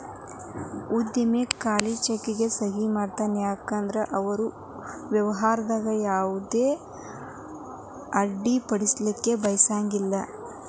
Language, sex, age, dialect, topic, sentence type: Kannada, female, 18-24, Dharwad Kannada, banking, statement